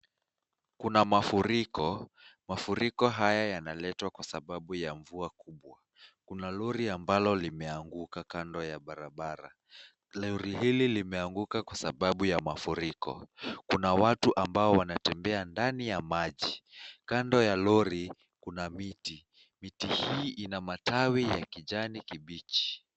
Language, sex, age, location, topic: Swahili, male, 18-24, Nakuru, health